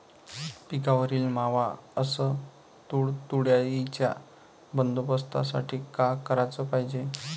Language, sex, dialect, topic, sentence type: Marathi, male, Varhadi, agriculture, question